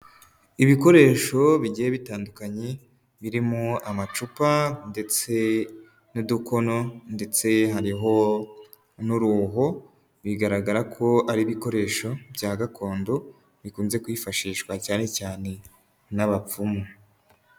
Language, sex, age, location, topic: Kinyarwanda, male, 18-24, Huye, health